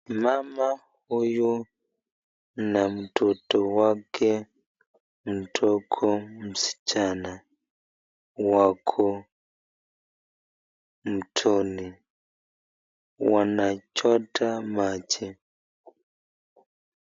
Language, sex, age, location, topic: Swahili, male, 25-35, Nakuru, health